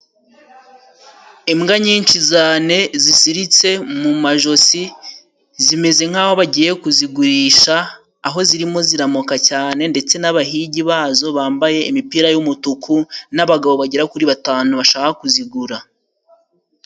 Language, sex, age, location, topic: Kinyarwanda, male, 18-24, Musanze, agriculture